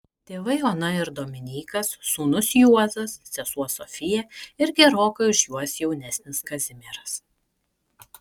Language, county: Lithuanian, Kaunas